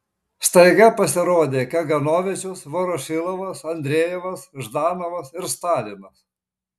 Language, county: Lithuanian, Marijampolė